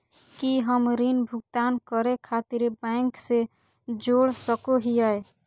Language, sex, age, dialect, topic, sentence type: Magahi, female, 36-40, Southern, banking, question